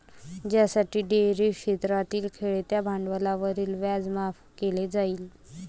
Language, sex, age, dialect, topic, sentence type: Marathi, female, 25-30, Varhadi, agriculture, statement